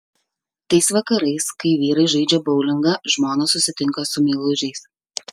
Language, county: Lithuanian, Kaunas